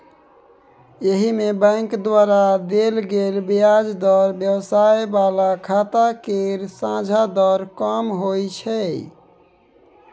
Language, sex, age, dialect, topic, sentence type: Maithili, male, 18-24, Bajjika, banking, statement